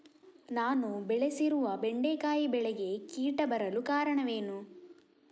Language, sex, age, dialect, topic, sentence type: Kannada, male, 36-40, Coastal/Dakshin, agriculture, question